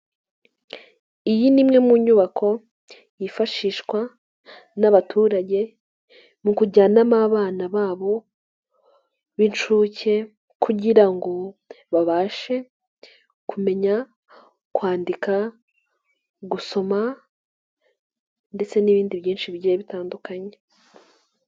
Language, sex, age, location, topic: Kinyarwanda, female, 18-24, Nyagatare, education